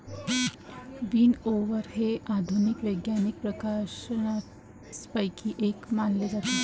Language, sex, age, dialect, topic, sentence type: Marathi, female, 18-24, Varhadi, agriculture, statement